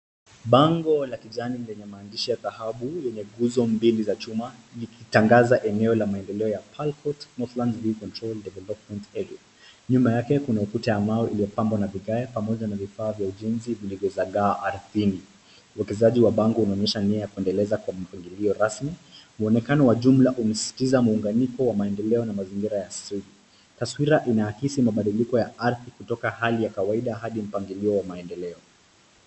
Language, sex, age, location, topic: Swahili, male, 18-24, Nairobi, finance